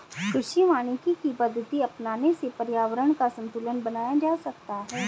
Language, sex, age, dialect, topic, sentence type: Hindi, female, 36-40, Hindustani Malvi Khadi Boli, agriculture, statement